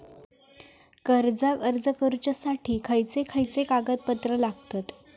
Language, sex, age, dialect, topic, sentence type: Marathi, female, 18-24, Southern Konkan, banking, question